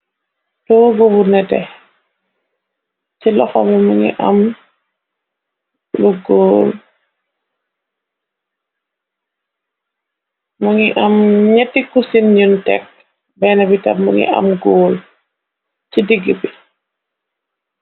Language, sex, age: Wolof, female, 25-35